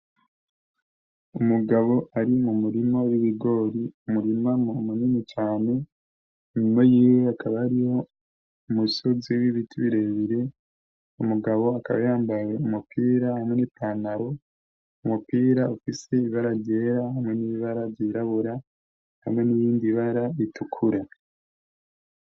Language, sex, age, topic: Rundi, male, 25-35, agriculture